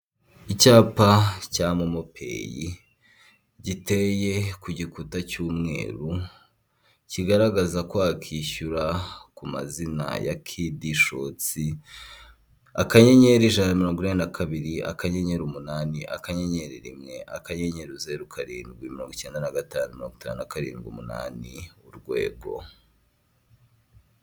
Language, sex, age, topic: Kinyarwanda, male, 25-35, finance